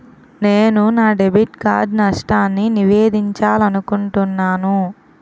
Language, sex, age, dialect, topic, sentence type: Telugu, female, 18-24, Utterandhra, banking, statement